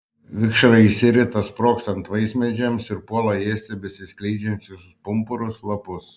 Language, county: Lithuanian, Šiauliai